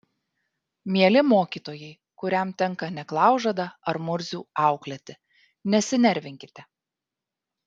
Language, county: Lithuanian, Vilnius